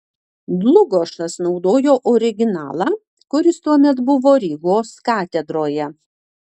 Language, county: Lithuanian, Utena